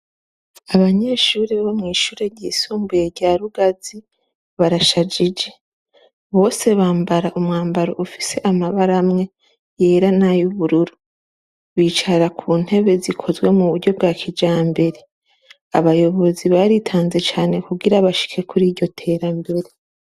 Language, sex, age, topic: Rundi, female, 25-35, education